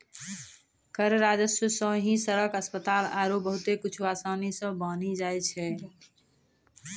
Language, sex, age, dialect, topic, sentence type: Maithili, female, 31-35, Angika, banking, statement